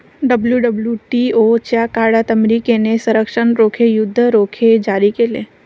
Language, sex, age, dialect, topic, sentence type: Marathi, female, 25-30, Varhadi, banking, statement